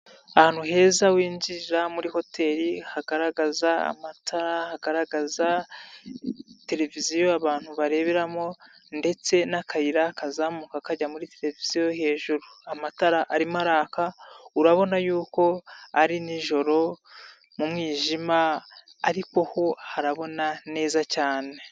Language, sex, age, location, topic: Kinyarwanda, male, 25-35, Nyagatare, finance